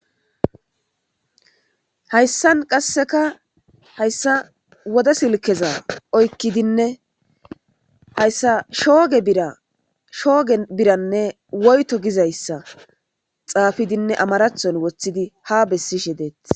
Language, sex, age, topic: Gamo, female, 25-35, government